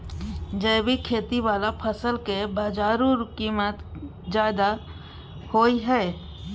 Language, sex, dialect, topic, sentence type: Maithili, female, Bajjika, agriculture, statement